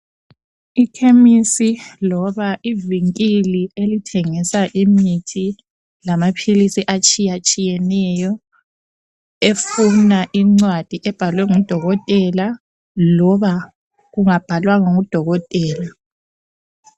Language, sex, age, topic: North Ndebele, female, 25-35, health